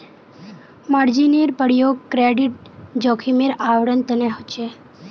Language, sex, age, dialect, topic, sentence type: Magahi, female, 18-24, Northeastern/Surjapuri, banking, statement